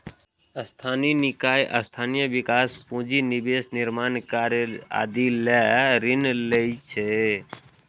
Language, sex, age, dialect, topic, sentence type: Maithili, male, 31-35, Eastern / Thethi, banking, statement